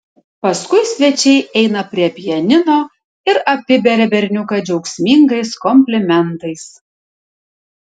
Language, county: Lithuanian, Tauragė